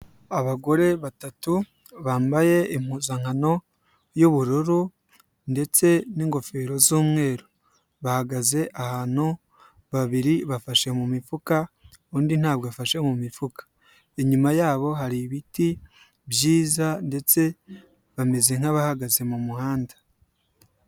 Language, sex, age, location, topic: Kinyarwanda, male, 25-35, Huye, health